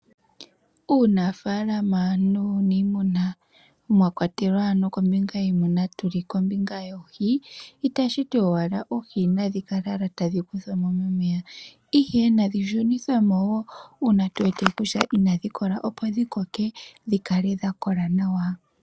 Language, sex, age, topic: Oshiwambo, female, 18-24, agriculture